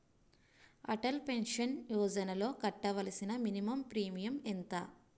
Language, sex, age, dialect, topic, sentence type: Telugu, female, 25-30, Utterandhra, banking, question